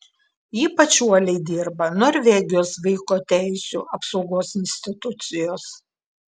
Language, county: Lithuanian, Klaipėda